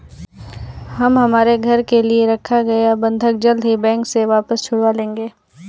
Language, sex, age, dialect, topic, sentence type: Hindi, female, 18-24, Kanauji Braj Bhasha, banking, statement